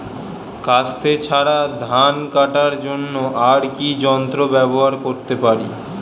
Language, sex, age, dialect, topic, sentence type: Bengali, male, 18-24, Standard Colloquial, agriculture, question